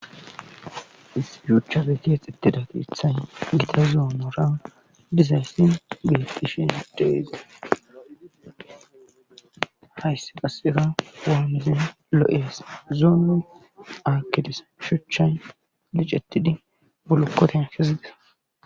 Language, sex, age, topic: Gamo, male, 25-35, government